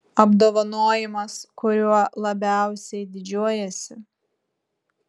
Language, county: Lithuanian, Vilnius